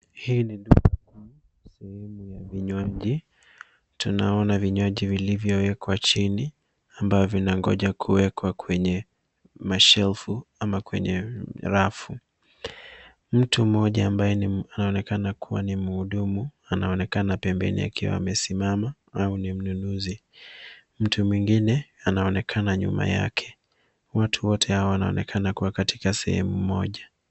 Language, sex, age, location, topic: Swahili, male, 25-35, Nairobi, finance